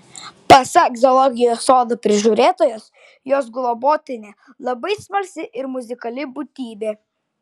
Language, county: Lithuanian, Klaipėda